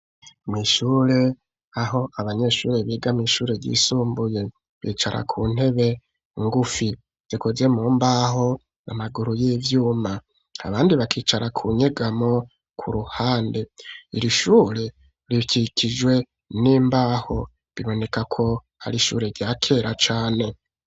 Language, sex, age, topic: Rundi, male, 25-35, education